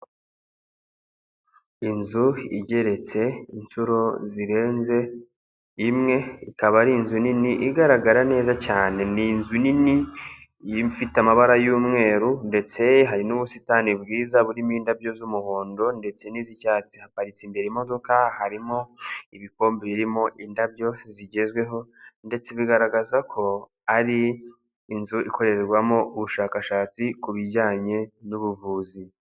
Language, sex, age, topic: Kinyarwanda, male, 18-24, health